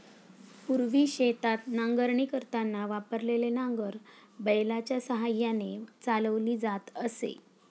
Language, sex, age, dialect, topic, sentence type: Marathi, female, 31-35, Standard Marathi, agriculture, statement